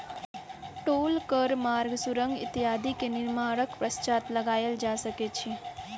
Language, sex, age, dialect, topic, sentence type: Maithili, female, 18-24, Southern/Standard, banking, statement